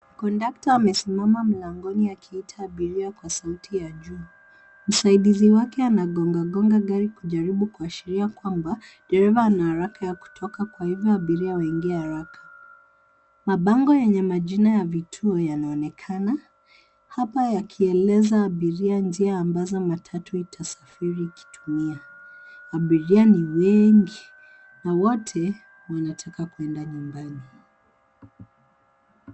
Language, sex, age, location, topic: Swahili, female, 36-49, Nairobi, government